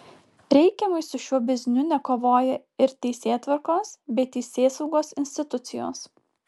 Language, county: Lithuanian, Alytus